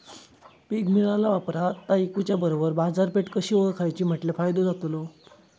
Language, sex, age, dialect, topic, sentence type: Marathi, male, 18-24, Southern Konkan, agriculture, question